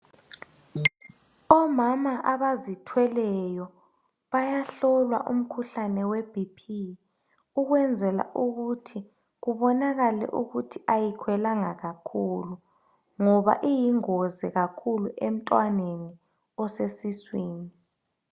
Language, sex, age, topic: North Ndebele, male, 18-24, health